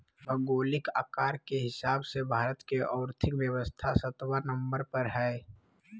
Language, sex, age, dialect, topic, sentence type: Magahi, male, 18-24, Southern, banking, statement